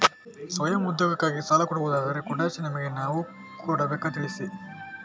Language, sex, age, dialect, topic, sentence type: Kannada, male, 18-24, Coastal/Dakshin, banking, question